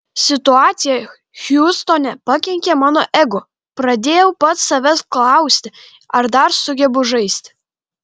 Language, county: Lithuanian, Kaunas